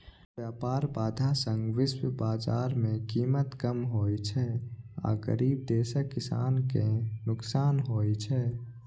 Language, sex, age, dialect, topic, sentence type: Maithili, male, 18-24, Eastern / Thethi, banking, statement